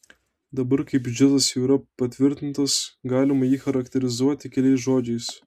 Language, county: Lithuanian, Telšiai